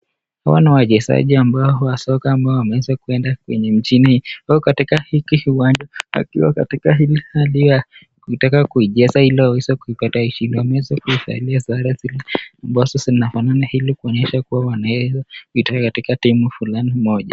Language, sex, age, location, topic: Swahili, male, 25-35, Nakuru, government